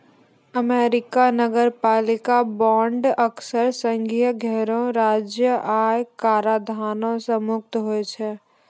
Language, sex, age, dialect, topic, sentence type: Maithili, female, 18-24, Angika, banking, statement